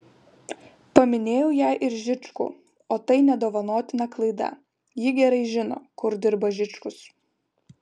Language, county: Lithuanian, Vilnius